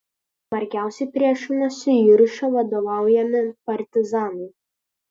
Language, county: Lithuanian, Kaunas